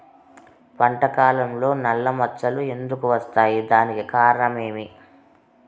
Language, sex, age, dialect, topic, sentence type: Telugu, female, 36-40, Southern, agriculture, question